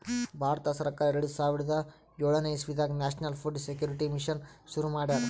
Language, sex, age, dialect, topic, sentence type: Kannada, male, 31-35, Northeastern, agriculture, statement